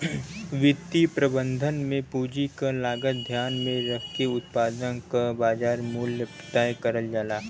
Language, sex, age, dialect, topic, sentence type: Bhojpuri, male, 18-24, Western, banking, statement